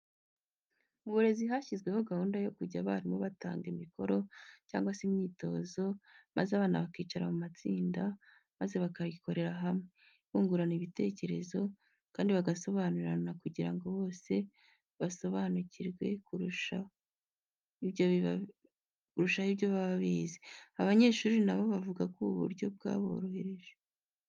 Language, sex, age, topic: Kinyarwanda, female, 25-35, education